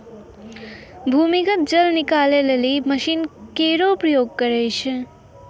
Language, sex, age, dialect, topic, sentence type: Maithili, female, 56-60, Angika, agriculture, statement